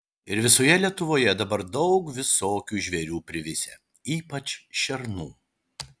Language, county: Lithuanian, Šiauliai